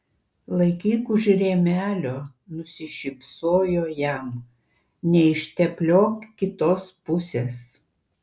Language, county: Lithuanian, Kaunas